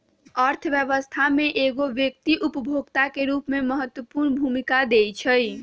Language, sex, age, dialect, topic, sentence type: Magahi, female, 31-35, Western, banking, statement